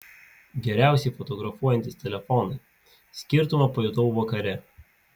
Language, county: Lithuanian, Vilnius